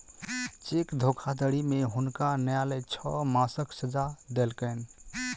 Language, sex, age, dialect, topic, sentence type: Maithili, male, 25-30, Southern/Standard, banking, statement